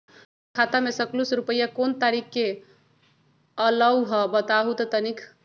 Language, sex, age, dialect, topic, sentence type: Magahi, female, 36-40, Western, banking, question